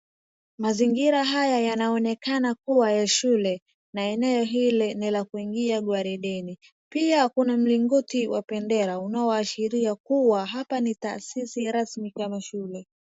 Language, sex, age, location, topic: Swahili, female, 18-24, Wajir, education